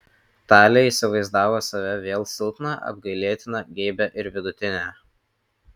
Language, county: Lithuanian, Kaunas